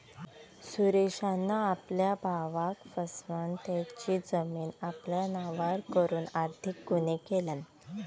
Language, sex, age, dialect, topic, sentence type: Marathi, female, 18-24, Southern Konkan, banking, statement